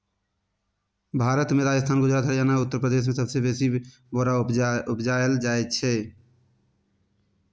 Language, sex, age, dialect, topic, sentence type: Maithili, male, 25-30, Bajjika, agriculture, statement